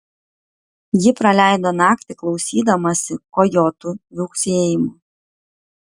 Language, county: Lithuanian, Kaunas